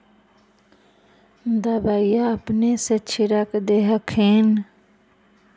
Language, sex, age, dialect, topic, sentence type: Magahi, female, 60-100, Central/Standard, agriculture, question